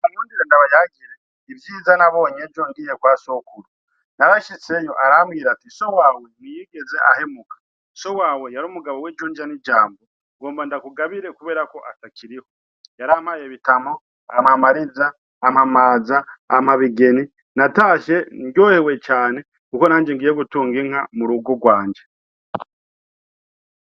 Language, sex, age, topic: Rundi, male, 36-49, agriculture